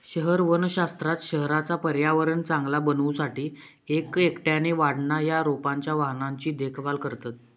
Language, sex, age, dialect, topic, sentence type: Marathi, male, 18-24, Southern Konkan, agriculture, statement